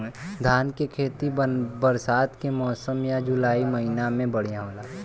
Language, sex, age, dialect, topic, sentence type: Bhojpuri, male, 18-24, Western, agriculture, question